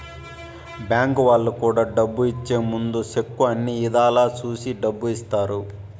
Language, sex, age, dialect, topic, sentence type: Telugu, male, 18-24, Southern, banking, statement